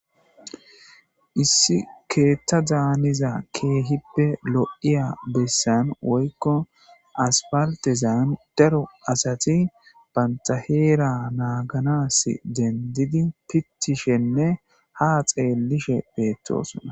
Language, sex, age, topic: Gamo, male, 18-24, government